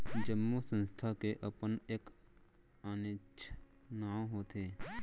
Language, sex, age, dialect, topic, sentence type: Chhattisgarhi, male, 56-60, Central, banking, statement